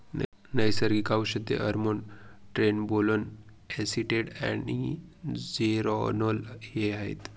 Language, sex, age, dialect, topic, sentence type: Marathi, male, 25-30, Northern Konkan, agriculture, statement